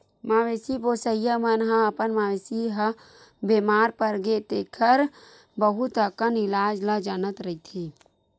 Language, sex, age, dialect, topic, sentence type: Chhattisgarhi, female, 41-45, Western/Budati/Khatahi, agriculture, statement